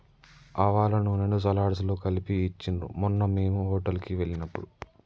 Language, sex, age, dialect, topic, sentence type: Telugu, male, 18-24, Telangana, agriculture, statement